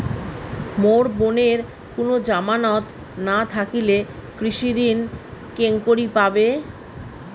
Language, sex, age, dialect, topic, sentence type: Bengali, female, 36-40, Rajbangshi, agriculture, statement